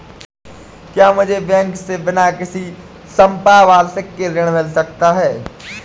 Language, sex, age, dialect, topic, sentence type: Hindi, female, 18-24, Awadhi Bundeli, banking, question